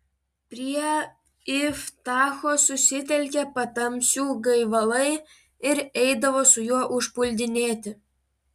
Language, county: Lithuanian, Vilnius